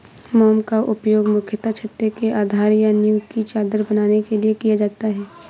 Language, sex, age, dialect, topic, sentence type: Hindi, female, 25-30, Marwari Dhudhari, agriculture, statement